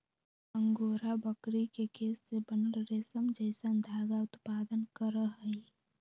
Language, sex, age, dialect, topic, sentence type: Magahi, female, 18-24, Western, agriculture, statement